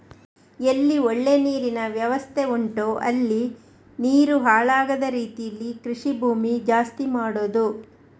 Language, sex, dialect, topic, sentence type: Kannada, female, Coastal/Dakshin, agriculture, statement